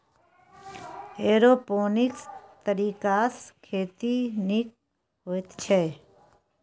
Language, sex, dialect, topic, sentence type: Maithili, female, Bajjika, agriculture, statement